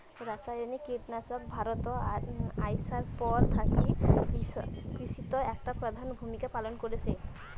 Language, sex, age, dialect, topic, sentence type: Bengali, female, 25-30, Rajbangshi, agriculture, statement